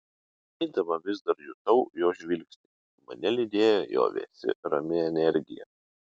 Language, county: Lithuanian, Utena